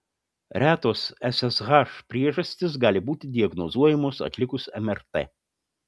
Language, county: Lithuanian, Panevėžys